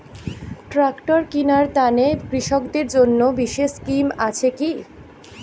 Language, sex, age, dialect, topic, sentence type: Bengali, female, 18-24, Rajbangshi, agriculture, statement